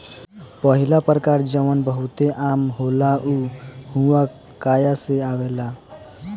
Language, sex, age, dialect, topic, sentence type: Bhojpuri, male, 18-24, Southern / Standard, agriculture, statement